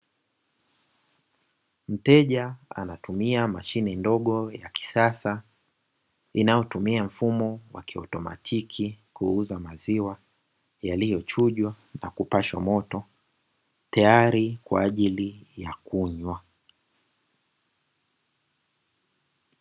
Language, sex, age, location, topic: Swahili, male, 18-24, Dar es Salaam, finance